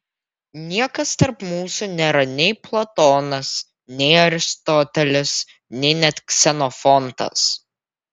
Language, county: Lithuanian, Vilnius